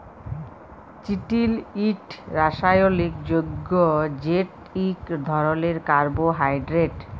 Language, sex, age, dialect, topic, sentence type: Bengali, female, 31-35, Jharkhandi, agriculture, statement